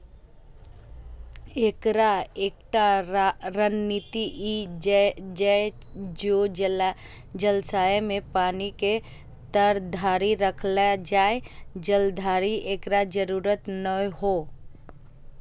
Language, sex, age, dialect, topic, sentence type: Maithili, female, 25-30, Eastern / Thethi, agriculture, statement